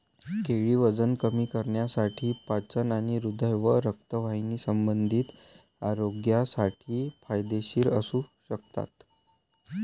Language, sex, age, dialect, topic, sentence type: Marathi, male, 18-24, Varhadi, agriculture, statement